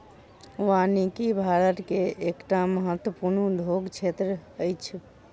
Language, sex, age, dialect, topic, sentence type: Maithili, female, 18-24, Southern/Standard, agriculture, statement